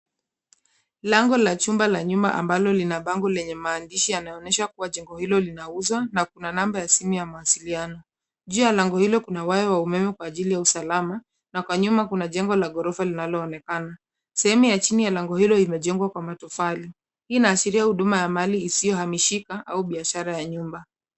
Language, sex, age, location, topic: Swahili, female, 25-35, Nairobi, finance